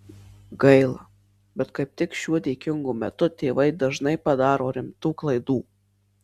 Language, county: Lithuanian, Marijampolė